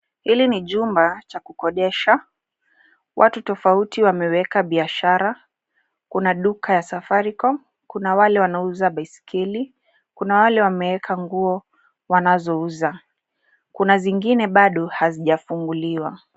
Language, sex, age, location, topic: Swahili, female, 25-35, Nairobi, finance